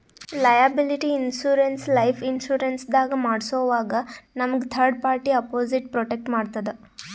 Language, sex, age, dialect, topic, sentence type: Kannada, female, 18-24, Northeastern, banking, statement